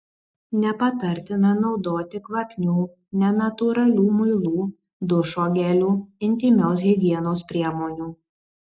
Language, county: Lithuanian, Marijampolė